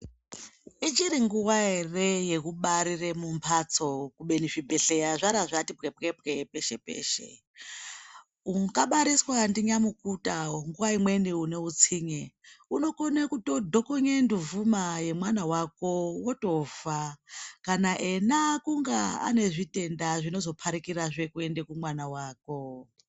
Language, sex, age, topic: Ndau, female, 36-49, health